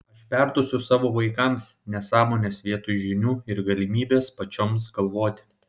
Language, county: Lithuanian, Šiauliai